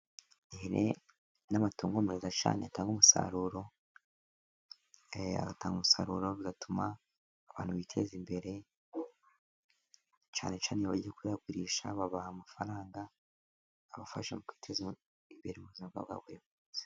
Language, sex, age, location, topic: Kinyarwanda, male, 18-24, Musanze, agriculture